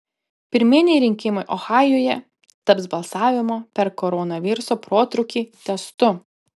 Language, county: Lithuanian, Panevėžys